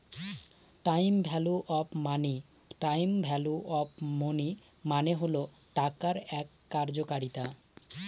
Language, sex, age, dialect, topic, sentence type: Bengali, male, 18-24, Northern/Varendri, banking, statement